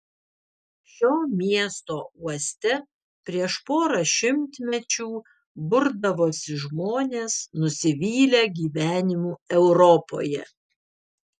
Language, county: Lithuanian, Vilnius